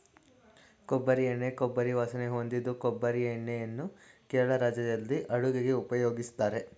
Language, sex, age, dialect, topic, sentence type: Kannada, male, 18-24, Mysore Kannada, agriculture, statement